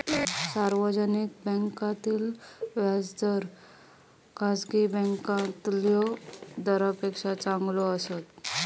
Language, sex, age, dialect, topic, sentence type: Marathi, female, 31-35, Southern Konkan, banking, statement